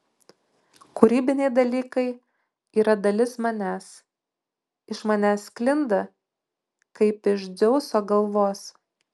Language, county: Lithuanian, Utena